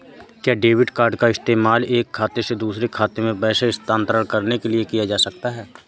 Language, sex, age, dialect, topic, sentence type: Hindi, male, 31-35, Awadhi Bundeli, banking, question